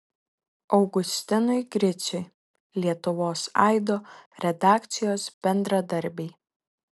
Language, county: Lithuanian, Šiauliai